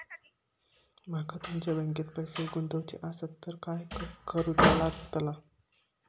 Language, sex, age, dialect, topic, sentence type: Marathi, male, 60-100, Southern Konkan, banking, question